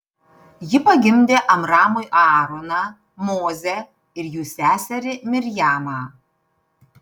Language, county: Lithuanian, Panevėžys